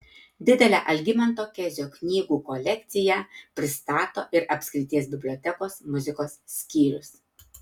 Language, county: Lithuanian, Tauragė